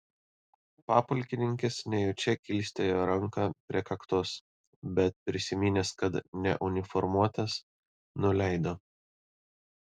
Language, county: Lithuanian, Panevėžys